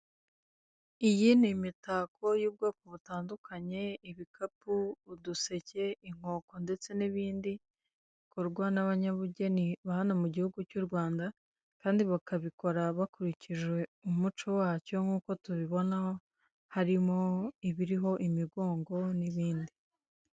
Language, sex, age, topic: Kinyarwanda, female, 25-35, finance